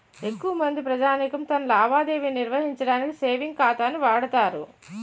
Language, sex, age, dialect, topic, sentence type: Telugu, female, 56-60, Utterandhra, banking, statement